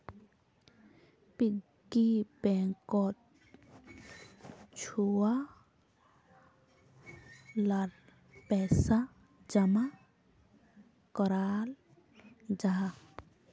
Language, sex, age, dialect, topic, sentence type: Magahi, female, 18-24, Northeastern/Surjapuri, banking, statement